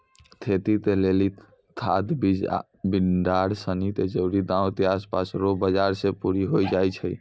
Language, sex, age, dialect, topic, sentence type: Maithili, male, 60-100, Angika, agriculture, statement